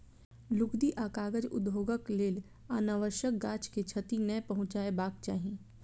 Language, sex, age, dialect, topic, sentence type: Maithili, female, 25-30, Southern/Standard, agriculture, statement